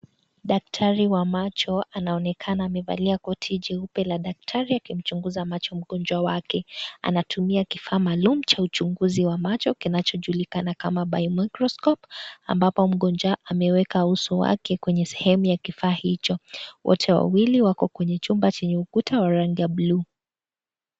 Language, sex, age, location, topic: Swahili, female, 18-24, Kisii, health